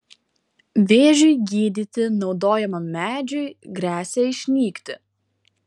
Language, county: Lithuanian, Vilnius